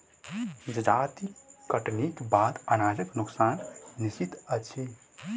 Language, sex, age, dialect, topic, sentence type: Maithili, male, 18-24, Southern/Standard, agriculture, statement